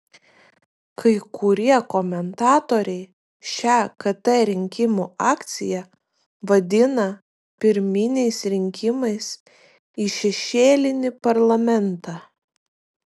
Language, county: Lithuanian, Vilnius